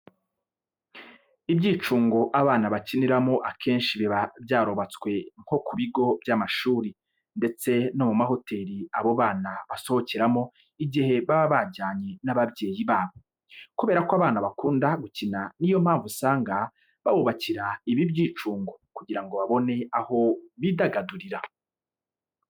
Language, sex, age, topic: Kinyarwanda, male, 25-35, education